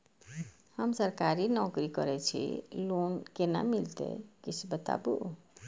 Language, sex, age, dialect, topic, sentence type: Maithili, female, 41-45, Eastern / Thethi, banking, question